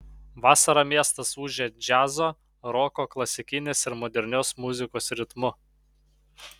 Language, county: Lithuanian, Panevėžys